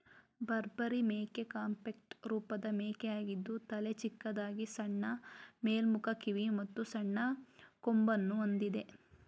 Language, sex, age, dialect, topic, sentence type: Kannada, male, 31-35, Mysore Kannada, agriculture, statement